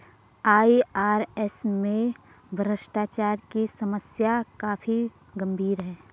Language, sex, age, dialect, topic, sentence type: Hindi, female, 25-30, Garhwali, banking, statement